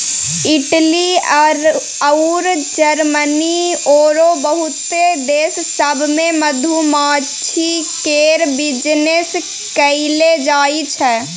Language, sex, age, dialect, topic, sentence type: Maithili, female, 25-30, Bajjika, agriculture, statement